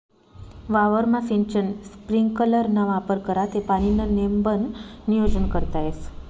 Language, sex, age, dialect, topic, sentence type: Marathi, female, 36-40, Northern Konkan, agriculture, statement